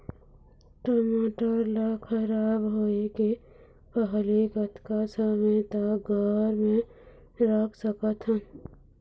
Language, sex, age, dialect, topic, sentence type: Chhattisgarhi, female, 51-55, Eastern, agriculture, question